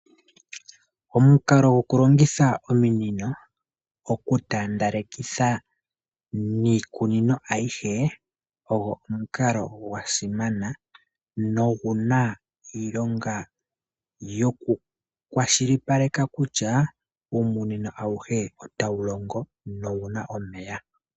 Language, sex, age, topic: Oshiwambo, male, 25-35, agriculture